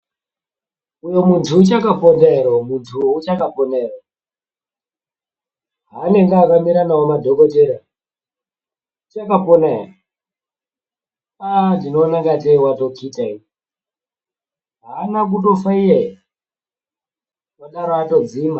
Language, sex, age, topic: Ndau, male, 18-24, health